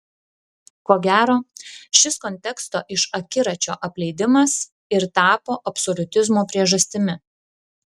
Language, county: Lithuanian, Klaipėda